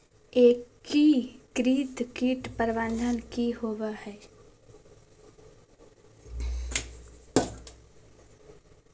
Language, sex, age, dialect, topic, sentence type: Magahi, female, 18-24, Southern, agriculture, question